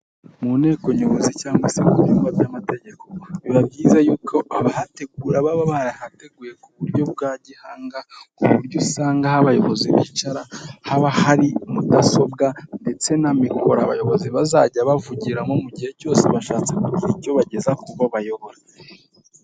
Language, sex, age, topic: Kinyarwanda, male, 18-24, government